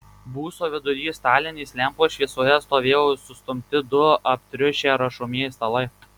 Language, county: Lithuanian, Marijampolė